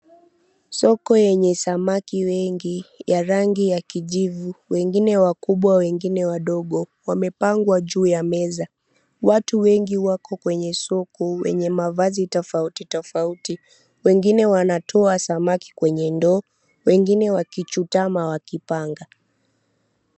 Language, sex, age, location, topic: Swahili, female, 18-24, Mombasa, agriculture